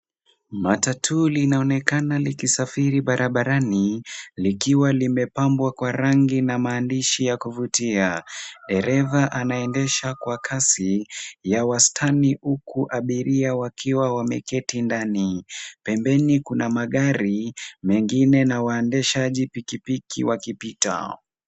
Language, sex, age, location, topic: Swahili, male, 18-24, Kisumu, finance